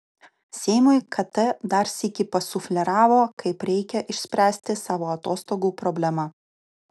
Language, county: Lithuanian, Utena